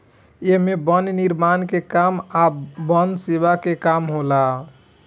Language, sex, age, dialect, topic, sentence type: Bhojpuri, male, 18-24, Southern / Standard, agriculture, statement